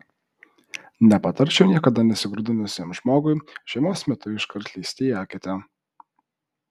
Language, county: Lithuanian, Vilnius